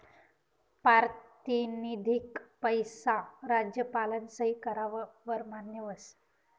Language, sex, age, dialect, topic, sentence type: Marathi, female, 18-24, Northern Konkan, banking, statement